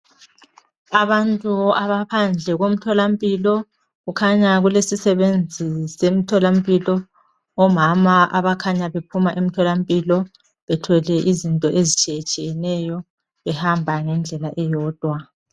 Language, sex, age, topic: North Ndebele, male, 25-35, health